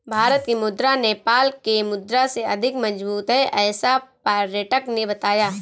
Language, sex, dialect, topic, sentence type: Hindi, female, Marwari Dhudhari, banking, statement